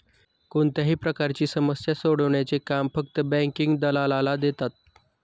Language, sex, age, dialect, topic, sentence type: Marathi, male, 31-35, Standard Marathi, banking, statement